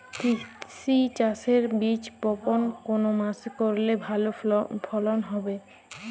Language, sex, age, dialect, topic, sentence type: Bengali, female, 18-24, Jharkhandi, agriculture, question